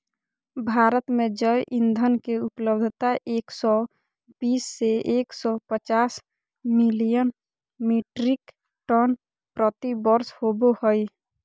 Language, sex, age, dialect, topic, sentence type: Magahi, female, 36-40, Southern, agriculture, statement